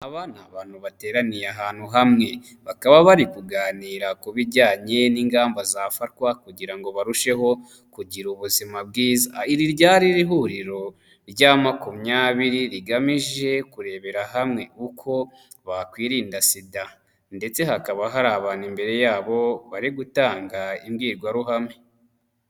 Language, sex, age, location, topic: Kinyarwanda, male, 25-35, Huye, health